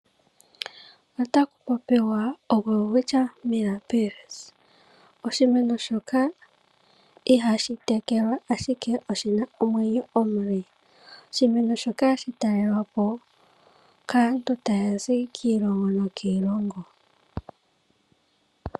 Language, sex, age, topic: Oshiwambo, female, 18-24, agriculture